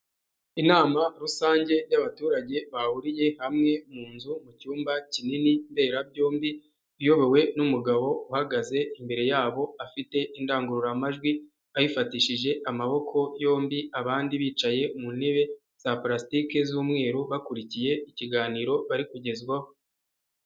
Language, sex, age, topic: Kinyarwanda, male, 25-35, health